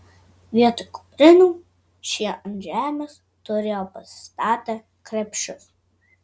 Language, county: Lithuanian, Vilnius